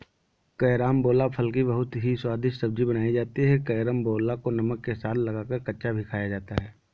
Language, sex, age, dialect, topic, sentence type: Hindi, male, 18-24, Awadhi Bundeli, agriculture, statement